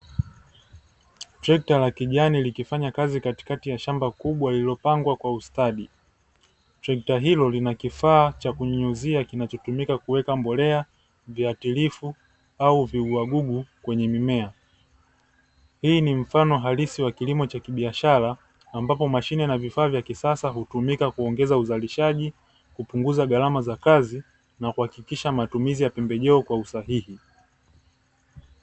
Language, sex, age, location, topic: Swahili, male, 18-24, Dar es Salaam, agriculture